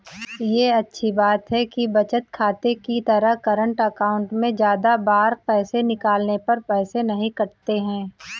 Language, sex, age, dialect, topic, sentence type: Hindi, female, 18-24, Marwari Dhudhari, banking, statement